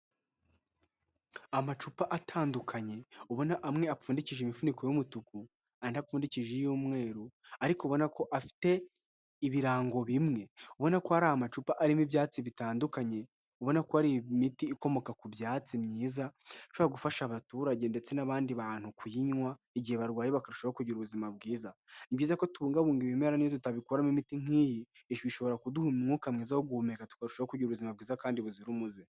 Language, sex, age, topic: Kinyarwanda, male, 18-24, health